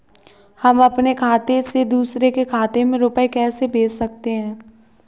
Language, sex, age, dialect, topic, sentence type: Hindi, male, 18-24, Kanauji Braj Bhasha, banking, question